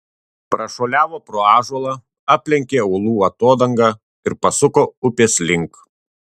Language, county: Lithuanian, Tauragė